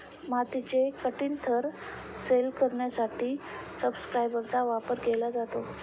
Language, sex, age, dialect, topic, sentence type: Marathi, female, 25-30, Standard Marathi, agriculture, statement